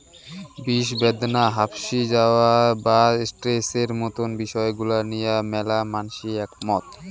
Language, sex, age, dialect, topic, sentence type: Bengali, male, 18-24, Rajbangshi, agriculture, statement